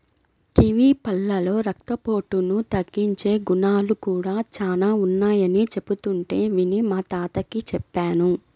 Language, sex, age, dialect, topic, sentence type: Telugu, female, 25-30, Central/Coastal, agriculture, statement